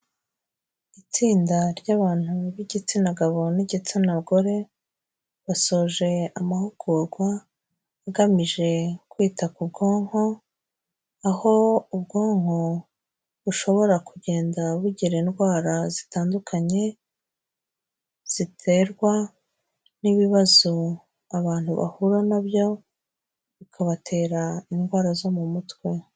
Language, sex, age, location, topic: Kinyarwanda, female, 36-49, Kigali, health